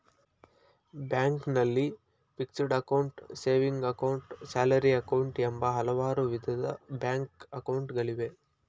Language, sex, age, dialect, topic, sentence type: Kannada, male, 25-30, Mysore Kannada, banking, statement